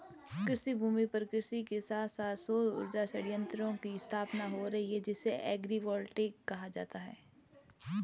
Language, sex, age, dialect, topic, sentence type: Hindi, female, 18-24, Marwari Dhudhari, agriculture, statement